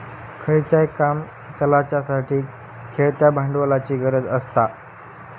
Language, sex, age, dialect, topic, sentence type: Marathi, male, 41-45, Southern Konkan, banking, statement